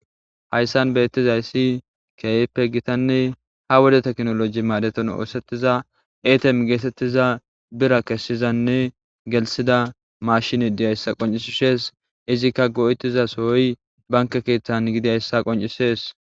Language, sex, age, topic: Gamo, male, 18-24, government